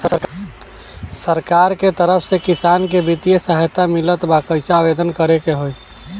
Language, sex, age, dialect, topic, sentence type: Bhojpuri, male, 25-30, Southern / Standard, agriculture, question